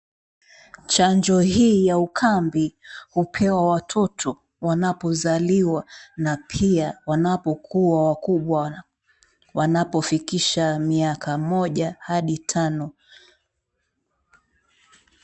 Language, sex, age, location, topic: Swahili, female, 36-49, Mombasa, health